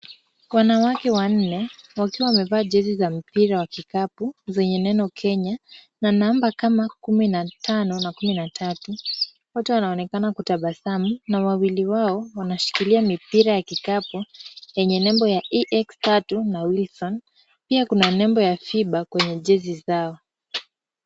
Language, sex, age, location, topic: Swahili, female, 18-24, Kisumu, government